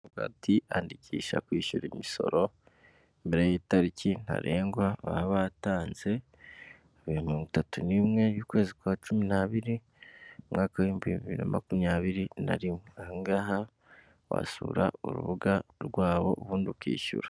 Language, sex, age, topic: Kinyarwanda, female, 18-24, government